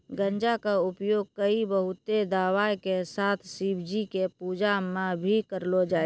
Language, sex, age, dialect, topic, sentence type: Maithili, female, 18-24, Angika, agriculture, statement